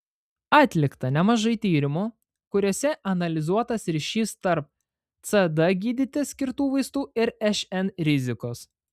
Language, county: Lithuanian, Panevėžys